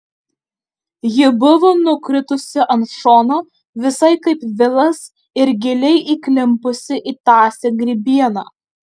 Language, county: Lithuanian, Alytus